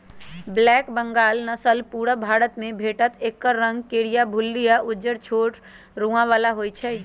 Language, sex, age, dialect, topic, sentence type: Magahi, female, 25-30, Western, agriculture, statement